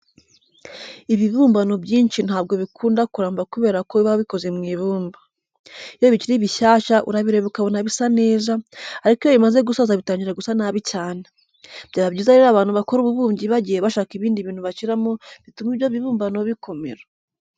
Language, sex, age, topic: Kinyarwanda, female, 25-35, education